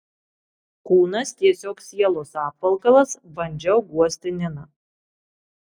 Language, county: Lithuanian, Marijampolė